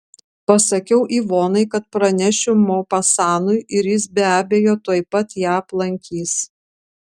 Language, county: Lithuanian, Vilnius